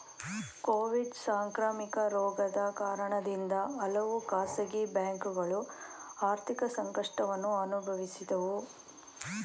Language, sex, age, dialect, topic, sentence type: Kannada, female, 51-55, Mysore Kannada, banking, statement